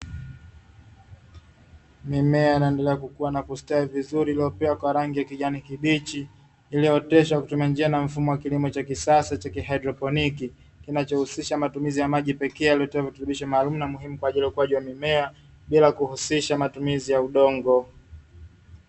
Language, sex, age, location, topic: Swahili, male, 25-35, Dar es Salaam, agriculture